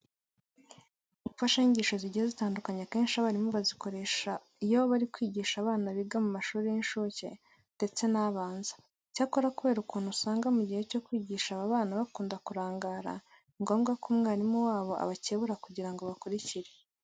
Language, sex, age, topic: Kinyarwanda, female, 18-24, education